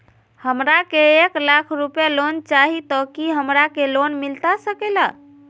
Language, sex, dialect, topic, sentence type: Magahi, female, Southern, banking, question